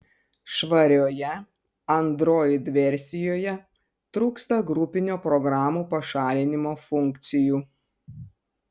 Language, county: Lithuanian, Panevėžys